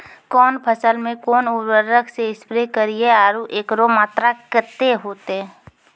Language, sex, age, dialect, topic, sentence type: Maithili, female, 18-24, Angika, agriculture, question